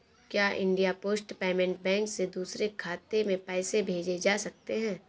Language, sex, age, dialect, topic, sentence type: Hindi, female, 18-24, Awadhi Bundeli, banking, question